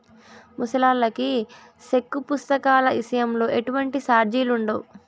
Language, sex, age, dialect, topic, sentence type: Telugu, female, 25-30, Southern, banking, statement